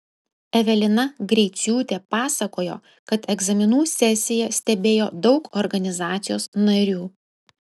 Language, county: Lithuanian, Kaunas